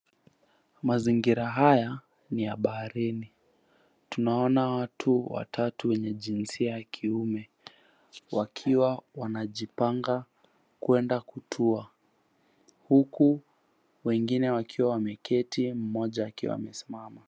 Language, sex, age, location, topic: Swahili, female, 50+, Mombasa, government